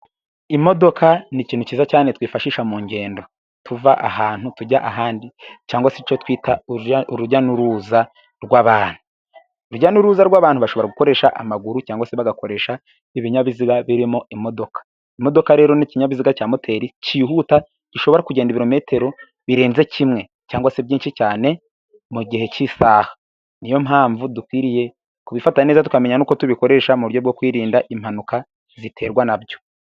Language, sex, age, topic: Kinyarwanda, male, 18-24, government